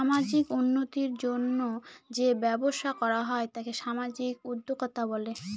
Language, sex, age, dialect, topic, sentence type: Bengali, female, 18-24, Northern/Varendri, banking, statement